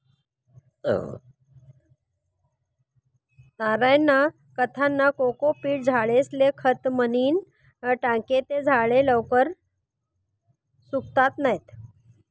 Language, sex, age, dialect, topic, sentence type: Marathi, female, 51-55, Northern Konkan, agriculture, statement